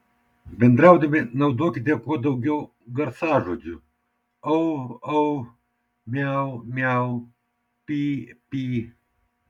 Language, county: Lithuanian, Vilnius